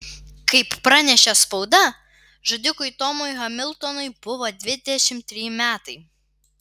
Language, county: Lithuanian, Vilnius